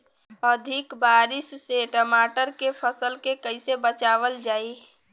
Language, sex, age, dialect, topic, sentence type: Bhojpuri, female, 18-24, Western, agriculture, question